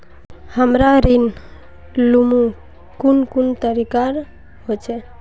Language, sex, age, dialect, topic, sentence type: Magahi, female, 18-24, Northeastern/Surjapuri, banking, question